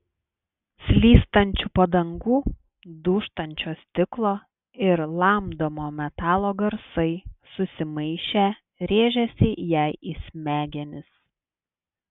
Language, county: Lithuanian, Klaipėda